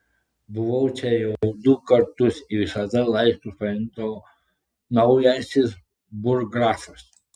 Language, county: Lithuanian, Klaipėda